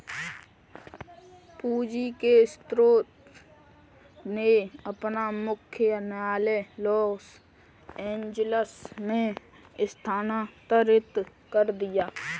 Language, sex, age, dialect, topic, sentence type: Hindi, female, 18-24, Kanauji Braj Bhasha, banking, statement